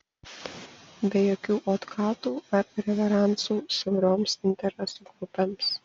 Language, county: Lithuanian, Panevėžys